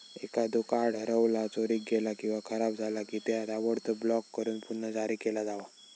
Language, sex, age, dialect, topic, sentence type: Marathi, male, 18-24, Southern Konkan, banking, statement